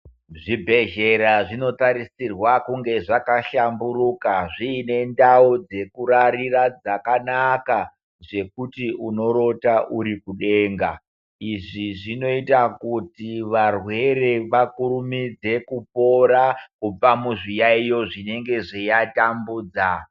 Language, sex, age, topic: Ndau, male, 36-49, health